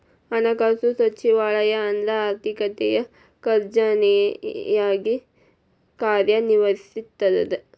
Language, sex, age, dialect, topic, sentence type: Kannada, female, 18-24, Dharwad Kannada, banking, statement